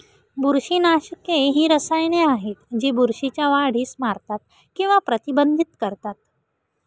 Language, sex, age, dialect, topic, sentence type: Marathi, female, 18-24, Northern Konkan, agriculture, statement